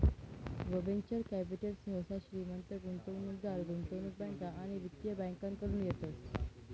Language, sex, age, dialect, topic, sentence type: Marathi, female, 18-24, Northern Konkan, banking, statement